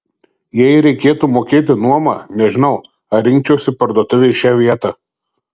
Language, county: Lithuanian, Telšiai